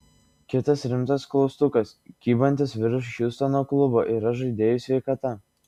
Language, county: Lithuanian, Šiauliai